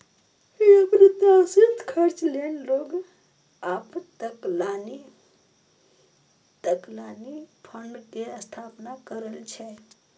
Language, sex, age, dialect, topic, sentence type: Maithili, female, 18-24, Eastern / Thethi, banking, statement